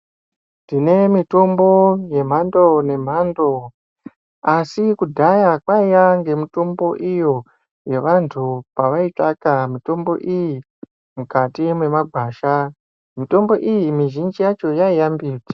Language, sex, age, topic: Ndau, male, 25-35, health